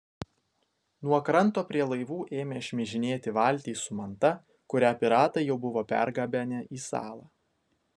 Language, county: Lithuanian, Vilnius